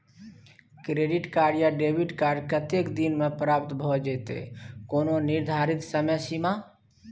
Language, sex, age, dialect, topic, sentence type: Maithili, male, 36-40, Bajjika, banking, question